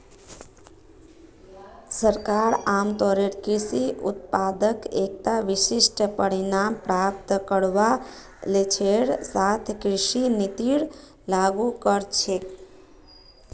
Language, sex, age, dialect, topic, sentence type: Magahi, female, 31-35, Northeastern/Surjapuri, agriculture, statement